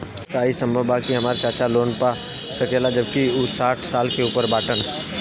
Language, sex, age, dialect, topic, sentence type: Bhojpuri, male, 18-24, Western, banking, statement